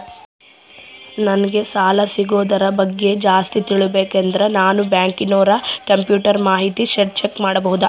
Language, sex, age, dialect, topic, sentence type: Kannada, female, 25-30, Central, banking, question